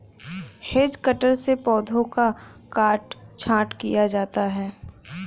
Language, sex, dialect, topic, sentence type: Hindi, female, Hindustani Malvi Khadi Boli, agriculture, statement